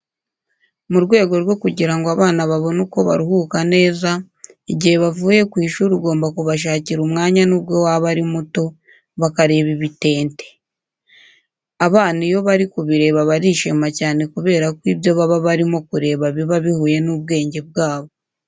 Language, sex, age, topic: Kinyarwanda, female, 25-35, education